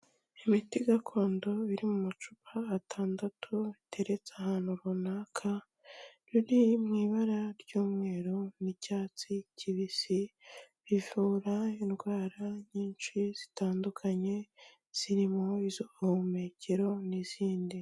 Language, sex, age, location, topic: Kinyarwanda, female, 25-35, Kigali, health